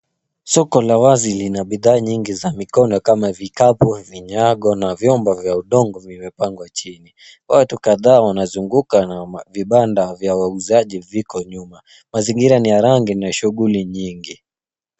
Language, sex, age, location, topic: Swahili, male, 18-24, Nairobi, finance